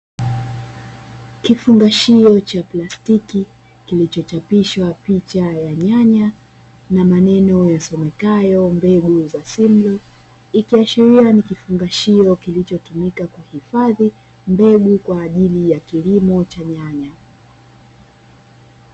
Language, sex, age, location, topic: Swahili, female, 25-35, Dar es Salaam, agriculture